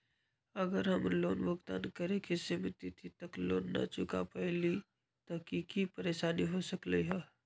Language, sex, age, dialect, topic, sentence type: Magahi, male, 25-30, Western, banking, question